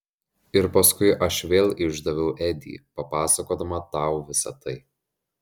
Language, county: Lithuanian, Šiauliai